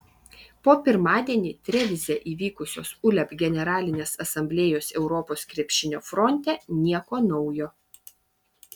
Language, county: Lithuanian, Vilnius